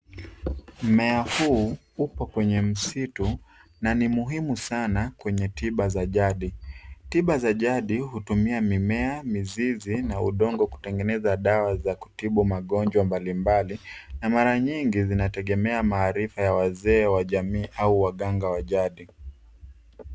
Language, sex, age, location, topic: Swahili, male, 25-35, Nairobi, health